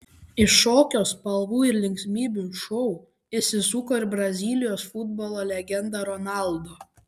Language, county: Lithuanian, Panevėžys